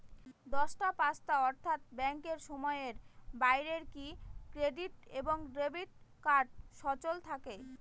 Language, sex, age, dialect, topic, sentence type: Bengali, female, 25-30, Northern/Varendri, banking, question